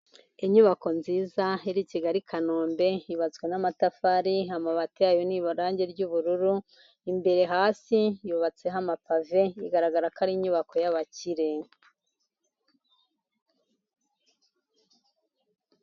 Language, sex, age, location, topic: Kinyarwanda, female, 50+, Kigali, finance